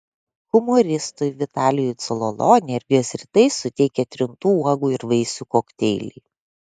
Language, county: Lithuanian, Klaipėda